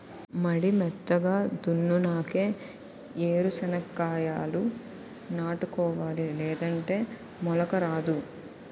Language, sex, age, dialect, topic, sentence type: Telugu, female, 18-24, Utterandhra, agriculture, statement